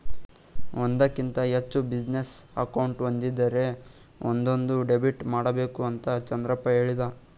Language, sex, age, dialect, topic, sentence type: Kannada, male, 18-24, Mysore Kannada, banking, statement